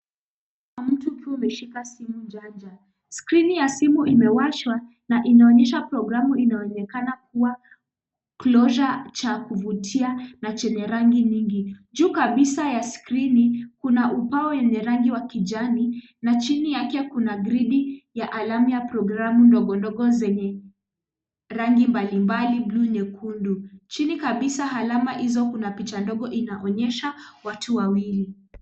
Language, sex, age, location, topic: Swahili, female, 18-24, Kisumu, finance